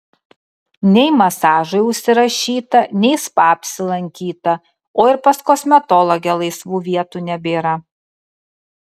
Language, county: Lithuanian, Kaunas